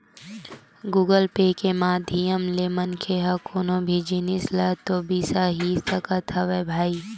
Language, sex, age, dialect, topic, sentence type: Chhattisgarhi, female, 18-24, Western/Budati/Khatahi, banking, statement